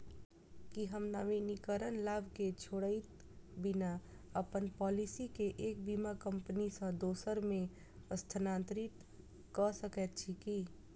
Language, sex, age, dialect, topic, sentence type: Maithili, female, 25-30, Southern/Standard, banking, question